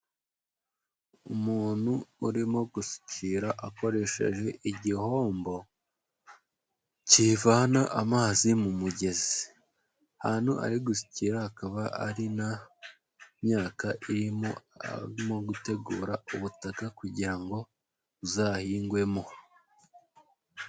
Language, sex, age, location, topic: Kinyarwanda, male, 25-35, Huye, agriculture